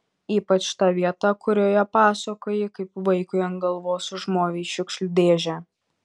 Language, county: Lithuanian, Šiauliai